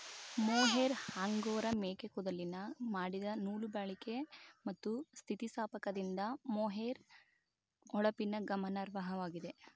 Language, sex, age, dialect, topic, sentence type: Kannada, male, 31-35, Mysore Kannada, agriculture, statement